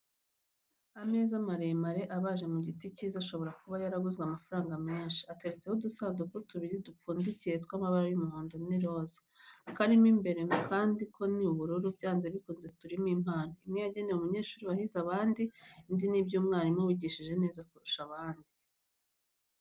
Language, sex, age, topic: Kinyarwanda, female, 25-35, education